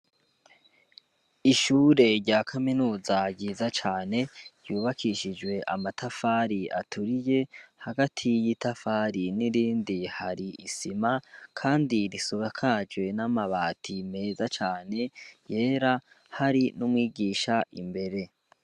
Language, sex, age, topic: Rundi, male, 18-24, education